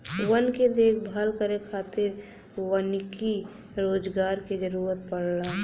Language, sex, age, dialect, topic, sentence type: Bhojpuri, female, 18-24, Western, agriculture, statement